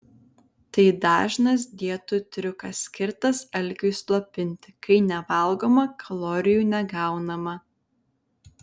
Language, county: Lithuanian, Vilnius